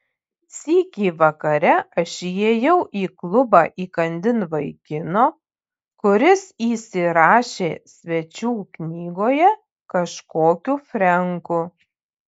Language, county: Lithuanian, Panevėžys